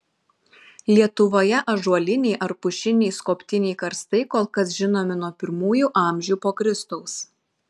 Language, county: Lithuanian, Šiauliai